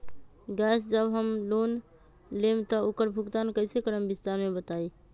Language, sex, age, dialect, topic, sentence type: Magahi, female, 25-30, Western, banking, question